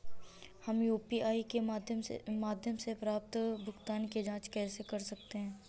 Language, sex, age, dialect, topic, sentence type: Hindi, female, 31-35, Awadhi Bundeli, banking, question